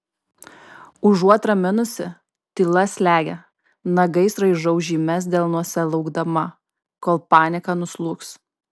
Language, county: Lithuanian, Kaunas